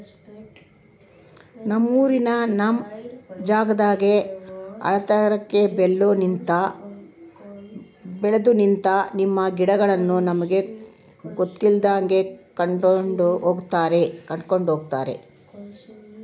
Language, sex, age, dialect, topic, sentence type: Kannada, female, 18-24, Central, agriculture, statement